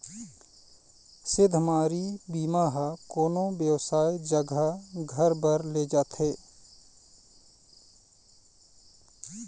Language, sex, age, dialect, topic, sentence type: Chhattisgarhi, male, 31-35, Eastern, banking, statement